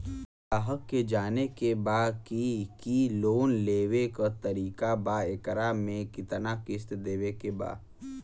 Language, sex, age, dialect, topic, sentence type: Bhojpuri, male, 18-24, Western, banking, question